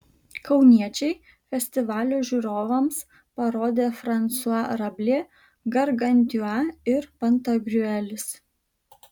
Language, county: Lithuanian, Kaunas